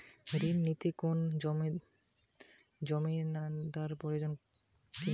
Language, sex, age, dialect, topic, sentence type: Bengali, male, 18-24, Western, banking, question